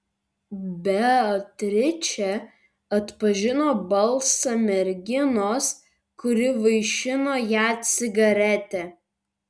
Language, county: Lithuanian, Vilnius